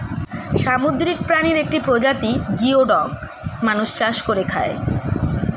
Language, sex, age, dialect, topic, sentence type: Bengali, male, 25-30, Standard Colloquial, agriculture, statement